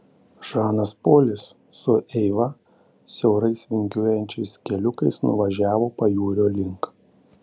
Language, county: Lithuanian, Panevėžys